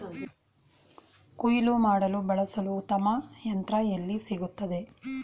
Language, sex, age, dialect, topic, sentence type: Kannada, female, 41-45, Mysore Kannada, agriculture, question